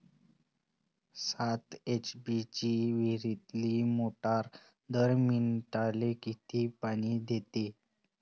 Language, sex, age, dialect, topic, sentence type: Marathi, male, 18-24, Varhadi, agriculture, question